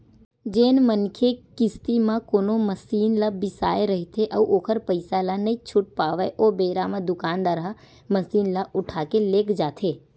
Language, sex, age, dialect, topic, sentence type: Chhattisgarhi, female, 18-24, Western/Budati/Khatahi, banking, statement